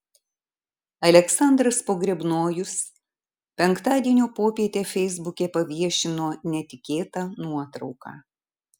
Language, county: Lithuanian, Marijampolė